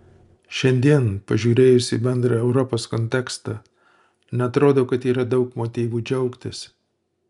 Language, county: Lithuanian, Utena